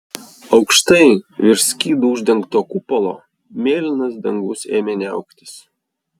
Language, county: Lithuanian, Vilnius